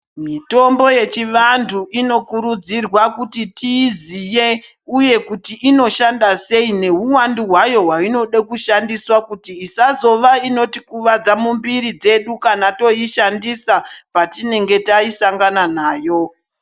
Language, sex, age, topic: Ndau, female, 36-49, health